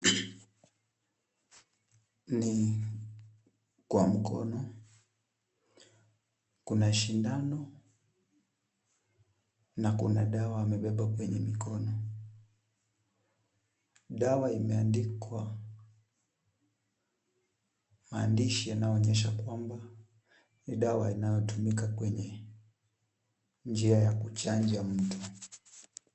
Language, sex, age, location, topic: Swahili, male, 18-24, Kisumu, health